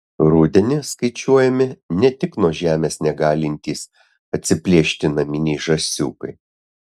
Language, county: Lithuanian, Utena